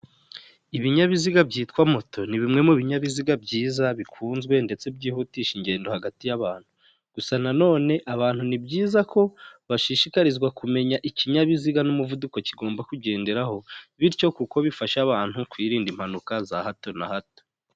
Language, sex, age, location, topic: Kinyarwanda, male, 18-24, Huye, government